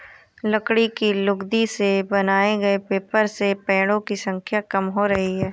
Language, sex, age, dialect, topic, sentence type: Hindi, female, 18-24, Awadhi Bundeli, agriculture, statement